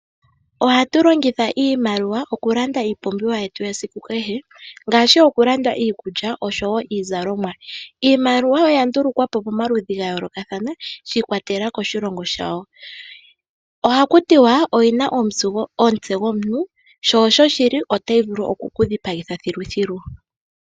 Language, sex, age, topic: Oshiwambo, female, 18-24, finance